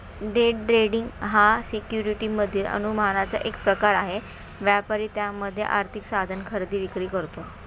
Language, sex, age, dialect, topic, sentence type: Marathi, female, 41-45, Standard Marathi, banking, statement